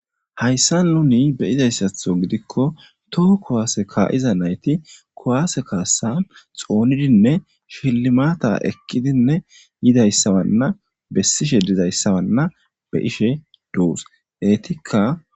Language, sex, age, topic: Gamo, female, 18-24, government